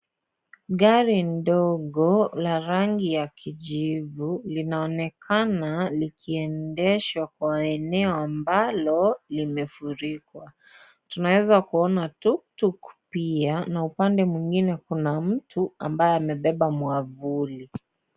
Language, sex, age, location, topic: Swahili, male, 25-35, Kisii, health